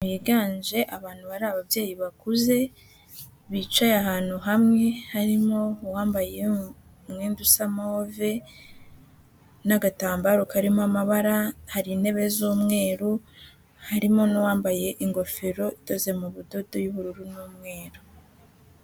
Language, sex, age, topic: Kinyarwanda, female, 18-24, health